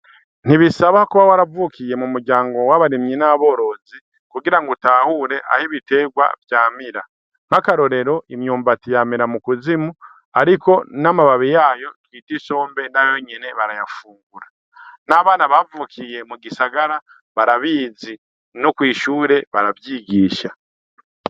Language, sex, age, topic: Rundi, male, 36-49, agriculture